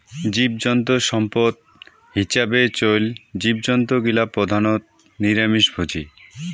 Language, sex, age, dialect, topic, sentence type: Bengali, male, 25-30, Rajbangshi, agriculture, statement